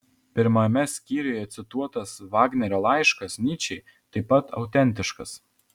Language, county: Lithuanian, Alytus